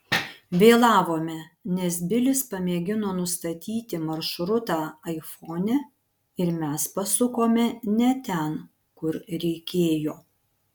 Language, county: Lithuanian, Panevėžys